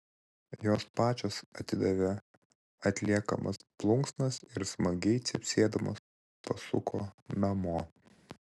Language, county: Lithuanian, Vilnius